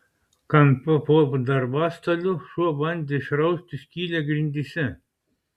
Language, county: Lithuanian, Klaipėda